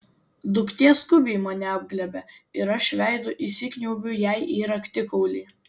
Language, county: Lithuanian, Vilnius